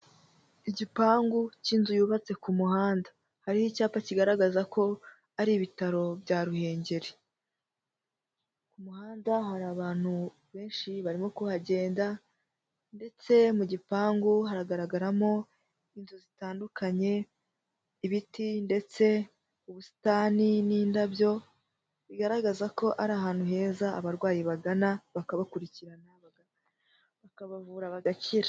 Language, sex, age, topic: Kinyarwanda, male, 18-24, health